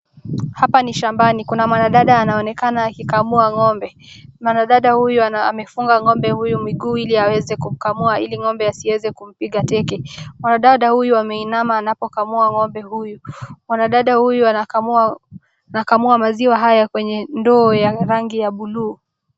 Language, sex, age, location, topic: Swahili, female, 18-24, Nakuru, agriculture